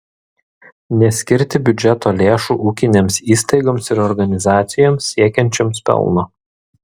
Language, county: Lithuanian, Vilnius